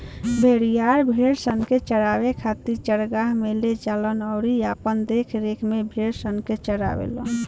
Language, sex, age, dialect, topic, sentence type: Bhojpuri, female, 18-24, Southern / Standard, agriculture, statement